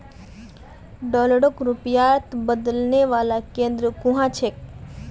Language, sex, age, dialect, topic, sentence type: Magahi, female, 25-30, Northeastern/Surjapuri, banking, statement